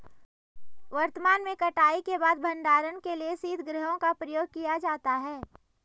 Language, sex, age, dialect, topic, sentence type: Hindi, female, 18-24, Garhwali, agriculture, statement